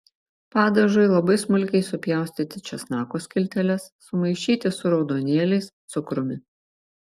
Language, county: Lithuanian, Šiauliai